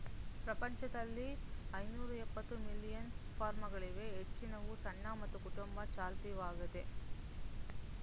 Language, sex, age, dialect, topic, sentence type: Kannada, female, 18-24, Mysore Kannada, agriculture, statement